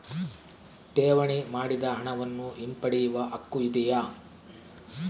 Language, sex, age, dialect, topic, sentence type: Kannada, male, 46-50, Central, banking, question